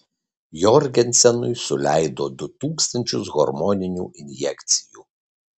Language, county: Lithuanian, Kaunas